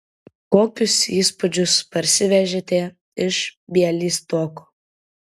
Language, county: Lithuanian, Vilnius